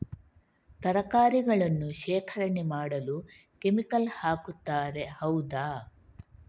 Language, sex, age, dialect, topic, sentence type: Kannada, female, 31-35, Coastal/Dakshin, agriculture, question